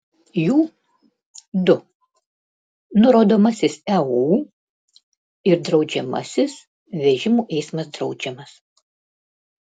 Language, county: Lithuanian, Panevėžys